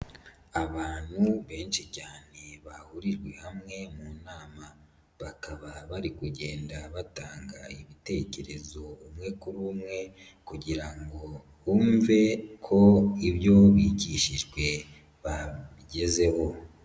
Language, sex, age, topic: Kinyarwanda, female, 18-24, government